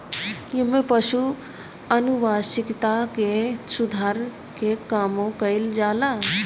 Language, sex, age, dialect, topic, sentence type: Bhojpuri, female, 60-100, Northern, agriculture, statement